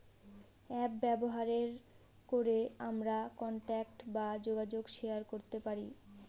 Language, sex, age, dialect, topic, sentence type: Bengali, female, 18-24, Northern/Varendri, banking, statement